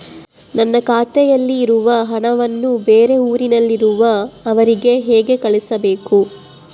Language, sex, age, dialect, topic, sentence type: Kannada, female, 25-30, Central, banking, question